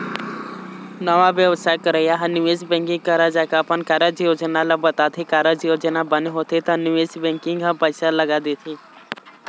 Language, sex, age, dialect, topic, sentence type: Chhattisgarhi, male, 18-24, Eastern, banking, statement